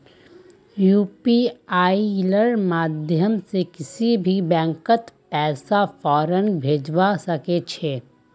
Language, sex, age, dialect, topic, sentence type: Magahi, female, 18-24, Northeastern/Surjapuri, banking, statement